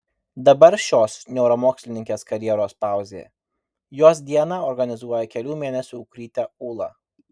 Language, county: Lithuanian, Vilnius